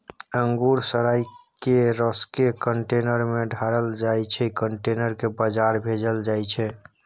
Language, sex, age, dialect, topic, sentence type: Maithili, male, 18-24, Bajjika, agriculture, statement